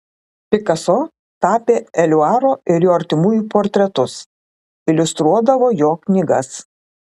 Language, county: Lithuanian, Klaipėda